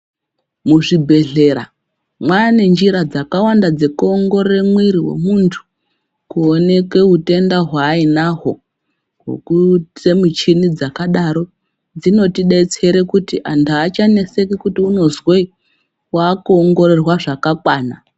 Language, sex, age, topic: Ndau, female, 36-49, health